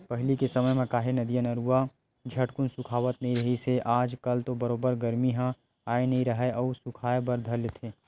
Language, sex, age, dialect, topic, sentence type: Chhattisgarhi, male, 18-24, Western/Budati/Khatahi, agriculture, statement